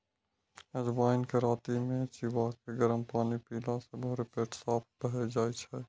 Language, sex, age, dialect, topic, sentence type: Maithili, male, 25-30, Eastern / Thethi, agriculture, statement